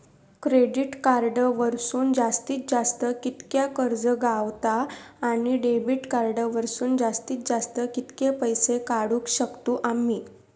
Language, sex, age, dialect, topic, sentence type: Marathi, female, 51-55, Southern Konkan, banking, question